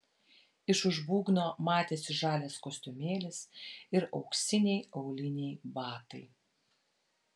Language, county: Lithuanian, Vilnius